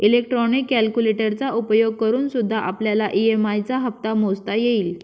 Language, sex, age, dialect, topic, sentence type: Marathi, female, 31-35, Northern Konkan, banking, statement